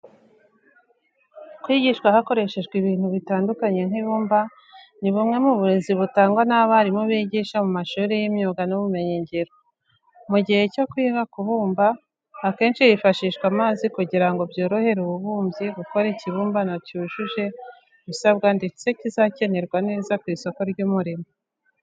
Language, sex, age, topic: Kinyarwanda, female, 25-35, education